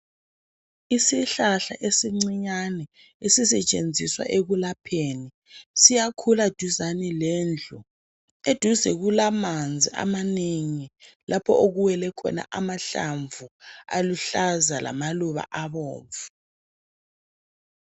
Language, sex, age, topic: North Ndebele, male, 36-49, health